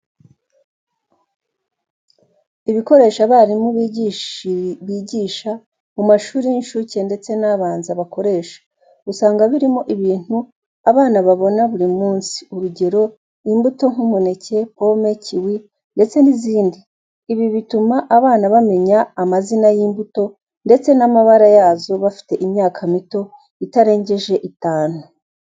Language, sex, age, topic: Kinyarwanda, female, 25-35, education